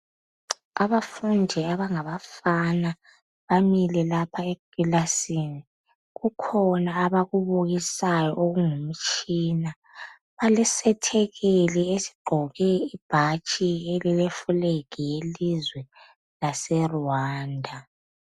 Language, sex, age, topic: North Ndebele, female, 25-35, education